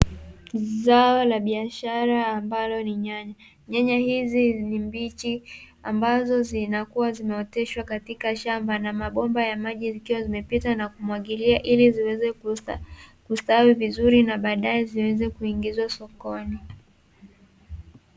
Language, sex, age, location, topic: Swahili, female, 18-24, Dar es Salaam, agriculture